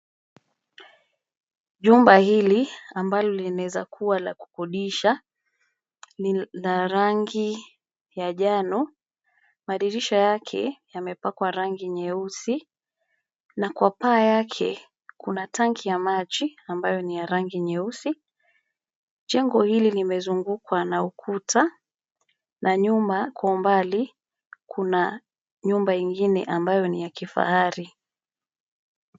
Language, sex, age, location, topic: Swahili, female, 25-35, Nairobi, finance